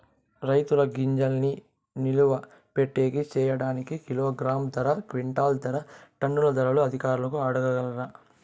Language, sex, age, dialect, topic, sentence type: Telugu, male, 18-24, Southern, agriculture, question